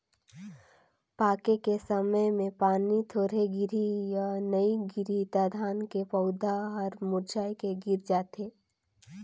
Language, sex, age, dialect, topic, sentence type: Chhattisgarhi, female, 18-24, Northern/Bhandar, agriculture, statement